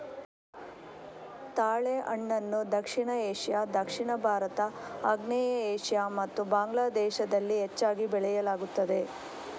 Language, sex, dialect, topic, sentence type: Kannada, female, Coastal/Dakshin, agriculture, statement